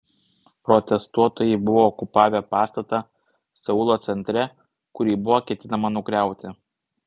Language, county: Lithuanian, Vilnius